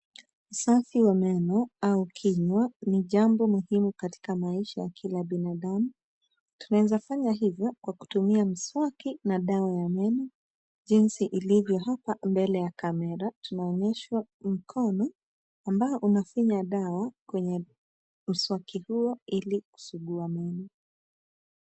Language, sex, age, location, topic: Swahili, female, 25-35, Nairobi, health